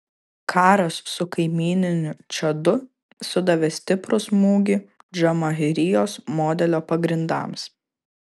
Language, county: Lithuanian, Kaunas